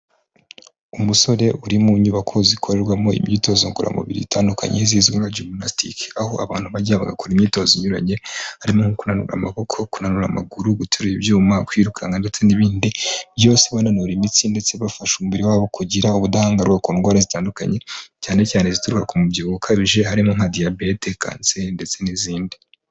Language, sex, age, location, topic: Kinyarwanda, male, 18-24, Kigali, health